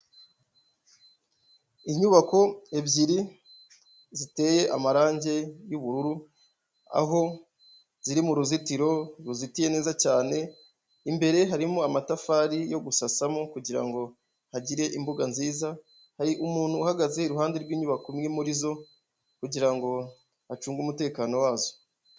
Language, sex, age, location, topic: Kinyarwanda, male, 25-35, Huye, health